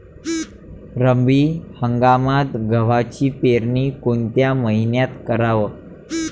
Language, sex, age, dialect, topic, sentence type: Marathi, male, 18-24, Varhadi, agriculture, question